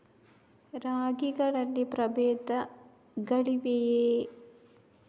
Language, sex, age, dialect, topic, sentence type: Kannada, female, 56-60, Coastal/Dakshin, agriculture, question